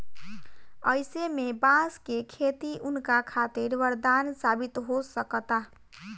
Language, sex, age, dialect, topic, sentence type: Bhojpuri, female, 18-24, Southern / Standard, agriculture, statement